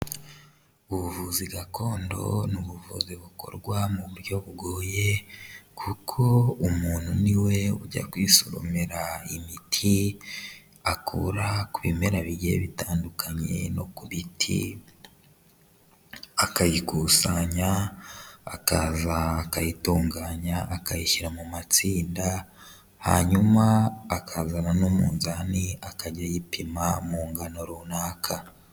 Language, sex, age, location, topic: Kinyarwanda, male, 25-35, Huye, health